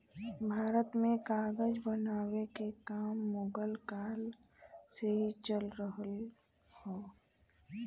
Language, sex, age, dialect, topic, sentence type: Bhojpuri, female, 25-30, Western, agriculture, statement